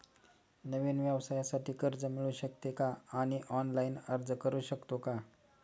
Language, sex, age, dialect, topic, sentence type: Marathi, male, 46-50, Standard Marathi, banking, question